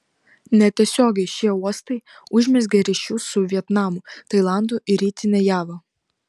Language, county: Lithuanian, Vilnius